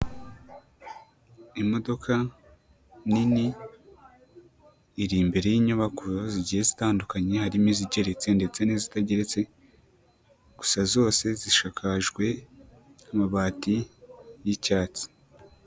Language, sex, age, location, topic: Kinyarwanda, female, 18-24, Nyagatare, government